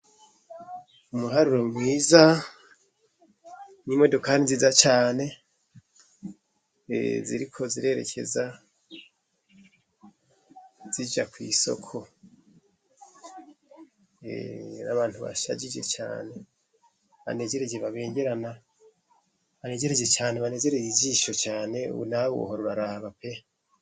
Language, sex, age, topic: Rundi, male, 25-35, education